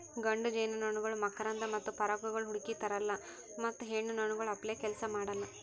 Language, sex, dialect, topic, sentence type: Kannada, female, Northeastern, agriculture, statement